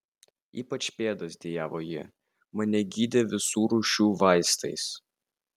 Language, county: Lithuanian, Vilnius